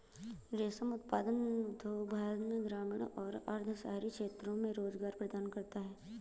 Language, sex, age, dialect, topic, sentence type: Hindi, female, 18-24, Awadhi Bundeli, agriculture, statement